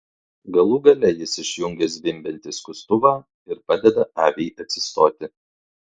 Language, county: Lithuanian, Klaipėda